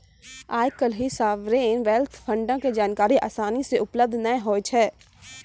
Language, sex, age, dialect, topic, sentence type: Maithili, female, 18-24, Angika, banking, statement